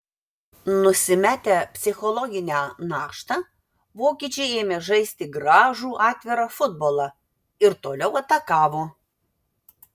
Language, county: Lithuanian, Vilnius